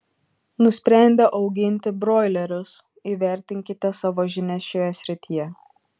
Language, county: Lithuanian, Šiauliai